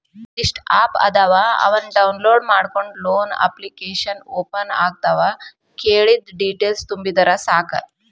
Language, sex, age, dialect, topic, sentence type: Kannada, female, 25-30, Dharwad Kannada, banking, statement